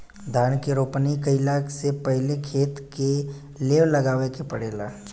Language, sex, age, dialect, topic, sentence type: Bhojpuri, male, 25-30, Western, agriculture, statement